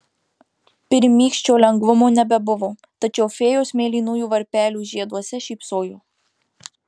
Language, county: Lithuanian, Marijampolė